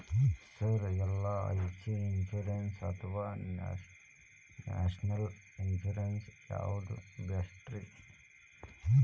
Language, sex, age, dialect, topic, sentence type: Kannada, male, 18-24, Dharwad Kannada, banking, question